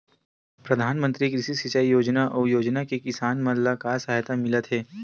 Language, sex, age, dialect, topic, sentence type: Chhattisgarhi, male, 18-24, Western/Budati/Khatahi, agriculture, question